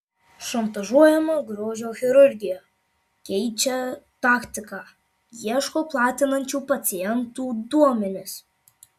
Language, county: Lithuanian, Marijampolė